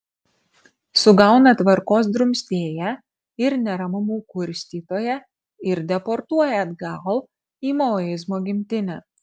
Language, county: Lithuanian, Marijampolė